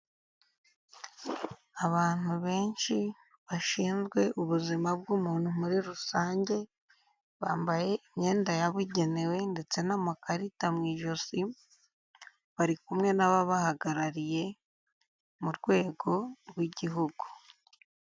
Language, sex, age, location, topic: Kinyarwanda, female, 18-24, Huye, health